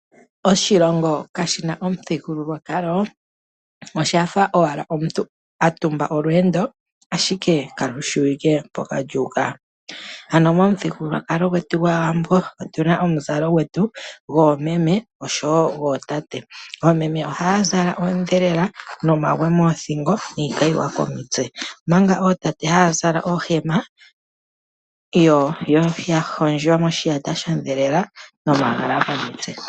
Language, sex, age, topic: Oshiwambo, male, 36-49, agriculture